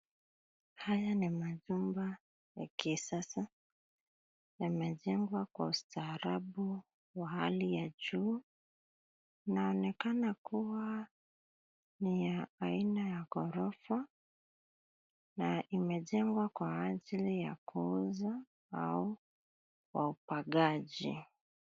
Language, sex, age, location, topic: Swahili, female, 25-35, Nairobi, finance